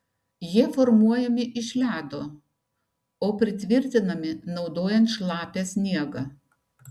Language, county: Lithuanian, Šiauliai